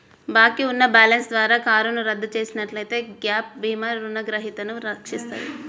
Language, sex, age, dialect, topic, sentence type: Telugu, female, 25-30, Central/Coastal, banking, statement